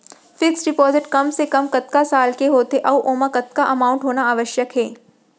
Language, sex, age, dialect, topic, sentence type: Chhattisgarhi, female, 46-50, Central, banking, question